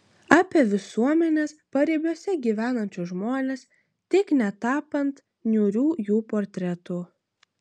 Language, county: Lithuanian, Utena